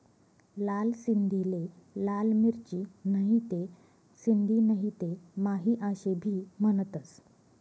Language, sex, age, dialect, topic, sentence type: Marathi, female, 25-30, Northern Konkan, agriculture, statement